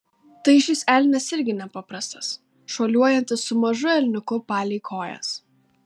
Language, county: Lithuanian, Kaunas